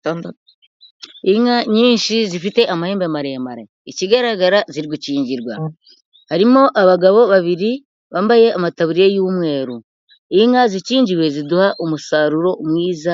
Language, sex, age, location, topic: Kinyarwanda, female, 50+, Nyagatare, agriculture